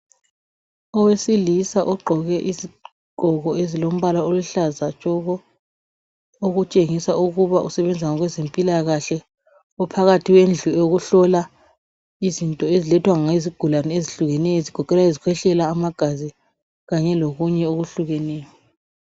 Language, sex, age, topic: North Ndebele, female, 25-35, health